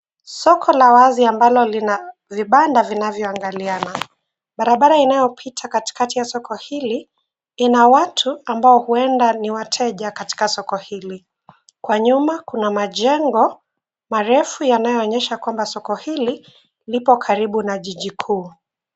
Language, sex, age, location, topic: Swahili, female, 18-24, Nairobi, finance